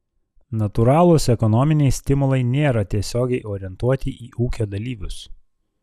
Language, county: Lithuanian, Telšiai